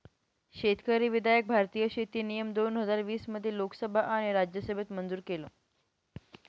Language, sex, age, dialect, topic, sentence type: Marathi, male, 18-24, Northern Konkan, agriculture, statement